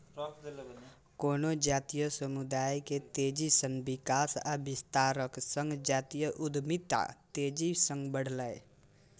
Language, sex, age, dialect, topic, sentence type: Maithili, male, 18-24, Eastern / Thethi, banking, statement